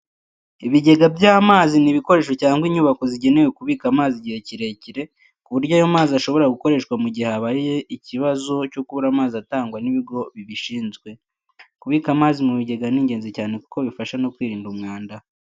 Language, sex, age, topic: Kinyarwanda, male, 18-24, education